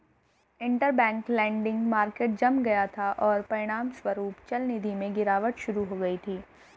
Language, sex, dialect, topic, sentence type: Hindi, female, Hindustani Malvi Khadi Boli, banking, statement